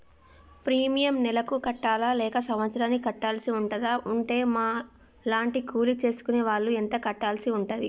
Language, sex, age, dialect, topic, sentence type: Telugu, female, 25-30, Telangana, banking, question